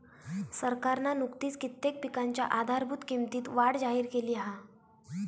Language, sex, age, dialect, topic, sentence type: Marathi, female, 18-24, Southern Konkan, agriculture, statement